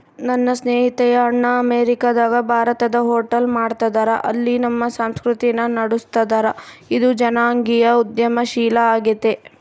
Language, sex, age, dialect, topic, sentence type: Kannada, female, 25-30, Central, banking, statement